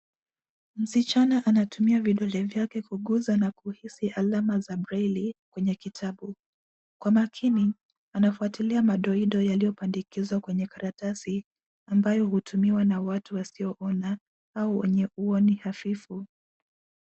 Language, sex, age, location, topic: Swahili, female, 18-24, Nairobi, education